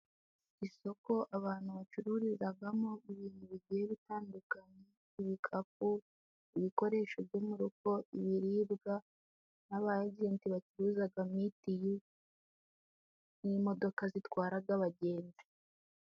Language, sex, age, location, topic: Kinyarwanda, female, 18-24, Musanze, finance